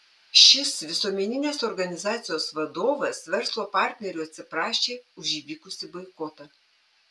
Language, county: Lithuanian, Panevėžys